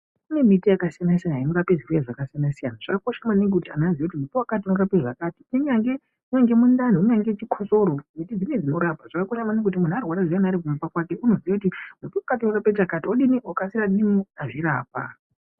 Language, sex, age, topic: Ndau, male, 18-24, health